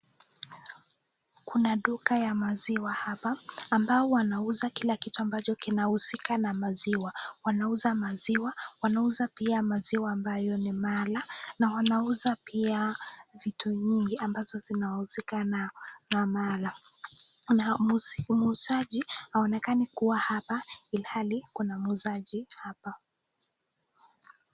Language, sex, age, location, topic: Swahili, female, 25-35, Nakuru, finance